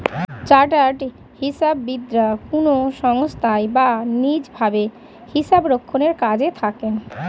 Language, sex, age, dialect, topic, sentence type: Bengali, female, 31-35, Standard Colloquial, banking, statement